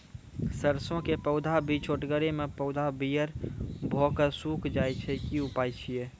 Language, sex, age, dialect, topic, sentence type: Maithili, male, 51-55, Angika, agriculture, question